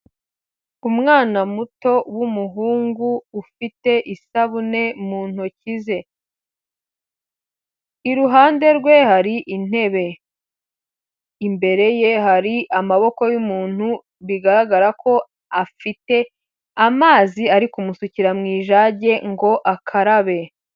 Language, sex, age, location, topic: Kinyarwanda, female, 18-24, Huye, health